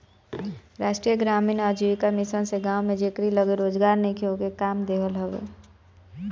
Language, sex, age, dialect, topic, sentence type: Bhojpuri, male, 18-24, Northern, banking, statement